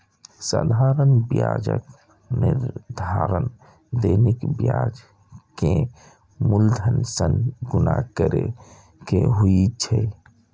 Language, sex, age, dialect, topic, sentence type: Maithili, male, 25-30, Eastern / Thethi, banking, statement